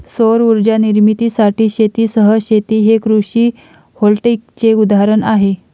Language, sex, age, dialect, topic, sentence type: Marathi, female, 51-55, Varhadi, agriculture, statement